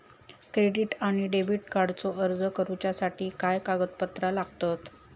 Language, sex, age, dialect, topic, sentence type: Marathi, female, 31-35, Southern Konkan, banking, question